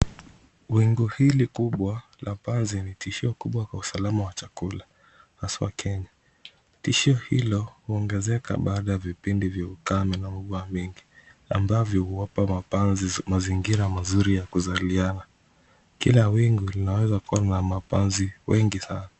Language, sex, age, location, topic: Swahili, male, 25-35, Kisumu, health